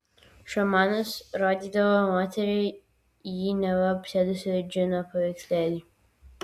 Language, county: Lithuanian, Vilnius